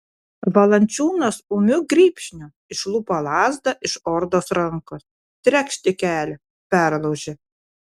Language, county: Lithuanian, Vilnius